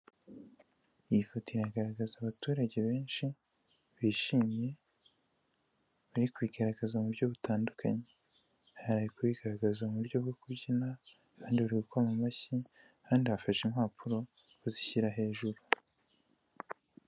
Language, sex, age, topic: Kinyarwanda, female, 18-24, government